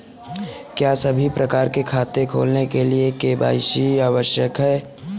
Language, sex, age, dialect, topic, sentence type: Hindi, male, 36-40, Awadhi Bundeli, banking, question